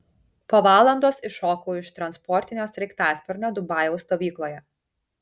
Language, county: Lithuanian, Kaunas